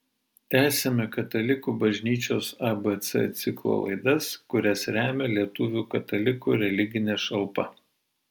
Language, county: Lithuanian, Vilnius